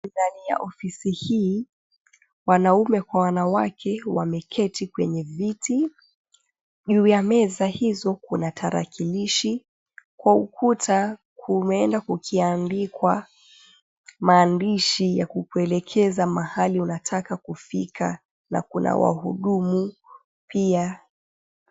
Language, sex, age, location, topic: Swahili, female, 25-35, Mombasa, government